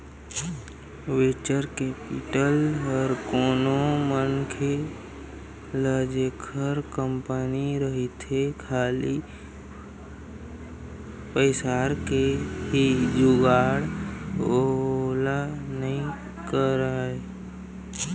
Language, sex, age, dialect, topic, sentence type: Chhattisgarhi, male, 25-30, Eastern, banking, statement